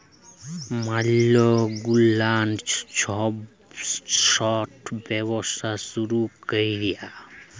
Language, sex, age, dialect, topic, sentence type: Bengali, male, 25-30, Jharkhandi, banking, statement